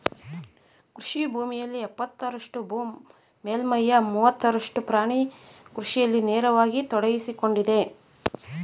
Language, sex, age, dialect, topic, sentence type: Kannada, female, 41-45, Mysore Kannada, agriculture, statement